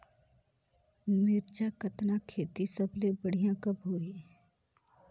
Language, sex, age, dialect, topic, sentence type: Chhattisgarhi, female, 18-24, Northern/Bhandar, agriculture, question